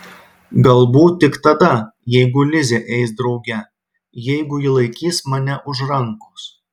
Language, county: Lithuanian, Klaipėda